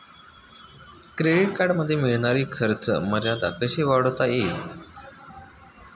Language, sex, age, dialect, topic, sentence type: Marathi, male, 25-30, Standard Marathi, banking, question